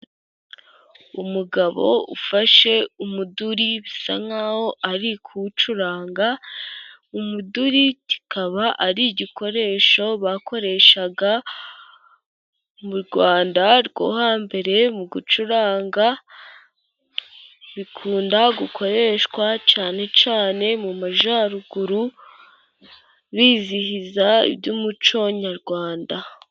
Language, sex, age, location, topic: Kinyarwanda, female, 18-24, Musanze, government